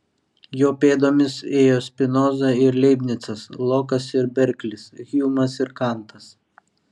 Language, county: Lithuanian, Vilnius